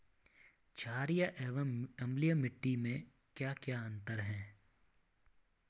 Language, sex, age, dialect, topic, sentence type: Hindi, male, 25-30, Garhwali, agriculture, question